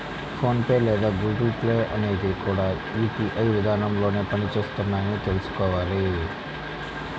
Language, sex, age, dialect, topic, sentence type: Telugu, male, 25-30, Central/Coastal, banking, statement